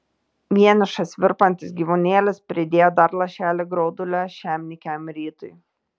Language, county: Lithuanian, Tauragė